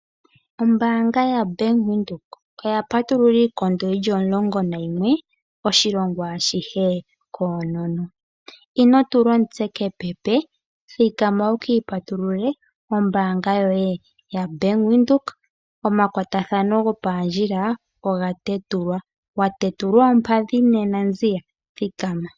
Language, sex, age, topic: Oshiwambo, female, 18-24, finance